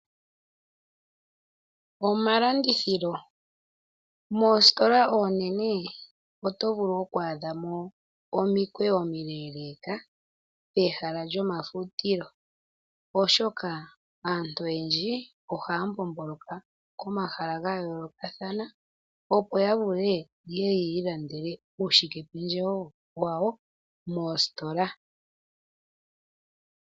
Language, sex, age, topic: Oshiwambo, female, 25-35, finance